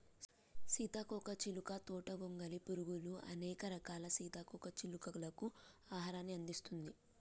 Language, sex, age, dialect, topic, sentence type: Telugu, female, 18-24, Telangana, agriculture, statement